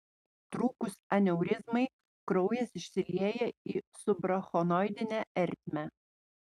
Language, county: Lithuanian, Panevėžys